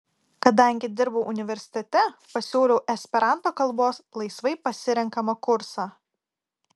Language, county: Lithuanian, Kaunas